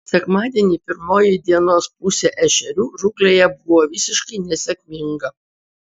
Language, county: Lithuanian, Utena